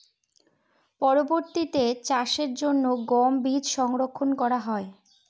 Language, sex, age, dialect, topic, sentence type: Bengali, female, 18-24, Northern/Varendri, agriculture, question